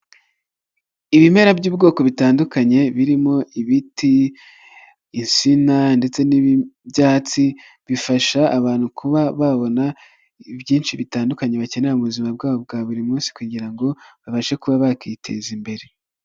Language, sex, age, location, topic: Kinyarwanda, male, 25-35, Nyagatare, agriculture